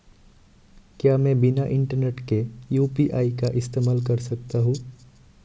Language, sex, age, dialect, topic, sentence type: Hindi, male, 18-24, Marwari Dhudhari, banking, question